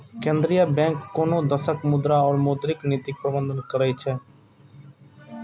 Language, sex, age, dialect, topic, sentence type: Maithili, male, 18-24, Eastern / Thethi, banking, statement